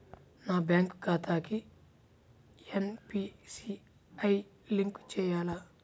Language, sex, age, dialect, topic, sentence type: Telugu, male, 18-24, Central/Coastal, banking, question